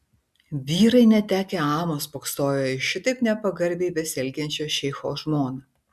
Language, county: Lithuanian, Vilnius